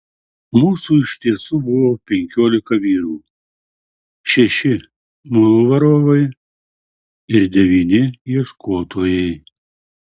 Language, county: Lithuanian, Marijampolė